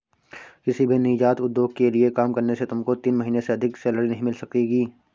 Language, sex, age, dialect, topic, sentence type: Hindi, male, 25-30, Awadhi Bundeli, banking, statement